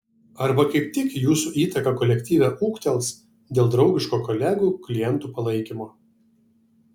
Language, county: Lithuanian, Vilnius